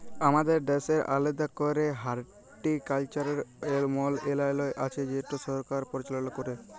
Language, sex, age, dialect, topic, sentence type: Bengali, male, 18-24, Jharkhandi, agriculture, statement